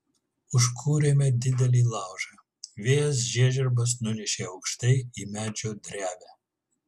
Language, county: Lithuanian, Kaunas